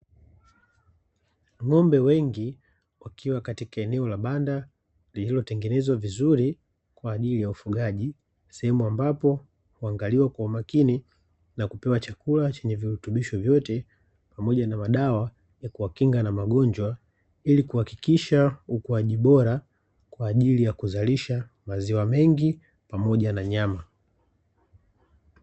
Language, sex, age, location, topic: Swahili, male, 25-35, Dar es Salaam, agriculture